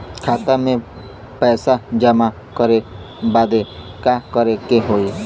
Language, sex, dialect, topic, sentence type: Bhojpuri, male, Western, banking, question